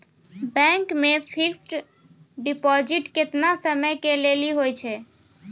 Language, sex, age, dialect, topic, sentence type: Maithili, female, 31-35, Angika, banking, question